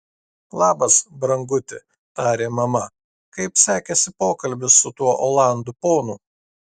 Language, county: Lithuanian, Klaipėda